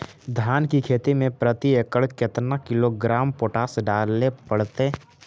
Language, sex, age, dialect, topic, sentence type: Magahi, male, 18-24, Central/Standard, agriculture, question